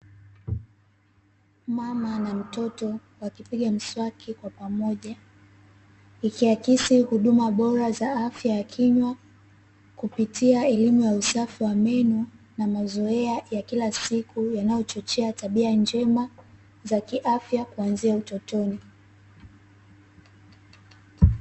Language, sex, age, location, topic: Swahili, female, 18-24, Dar es Salaam, health